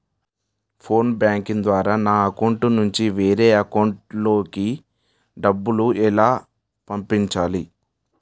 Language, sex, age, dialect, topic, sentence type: Telugu, male, 18-24, Utterandhra, banking, question